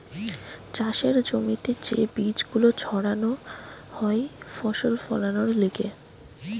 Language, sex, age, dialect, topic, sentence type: Bengali, female, 18-24, Western, agriculture, statement